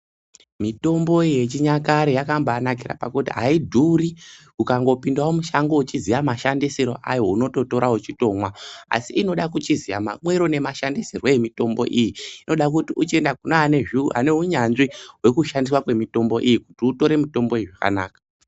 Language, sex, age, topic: Ndau, male, 18-24, health